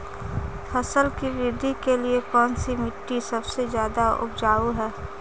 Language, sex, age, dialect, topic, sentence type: Hindi, female, 18-24, Marwari Dhudhari, agriculture, question